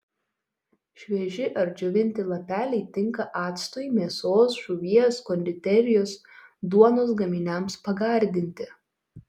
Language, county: Lithuanian, Telšiai